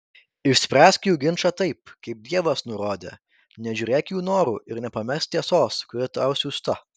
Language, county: Lithuanian, Vilnius